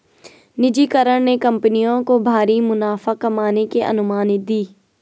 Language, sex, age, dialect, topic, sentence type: Hindi, female, 25-30, Garhwali, agriculture, statement